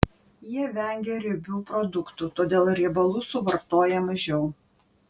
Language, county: Lithuanian, Panevėžys